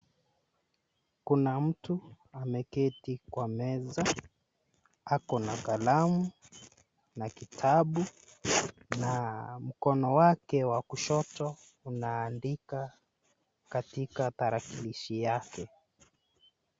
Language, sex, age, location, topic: Swahili, male, 36-49, Nairobi, education